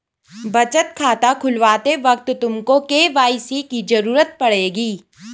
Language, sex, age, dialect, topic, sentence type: Hindi, female, 18-24, Garhwali, banking, statement